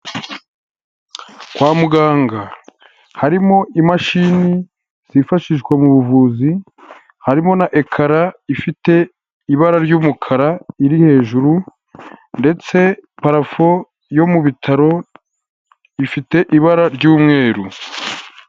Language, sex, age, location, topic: Kinyarwanda, male, 18-24, Huye, health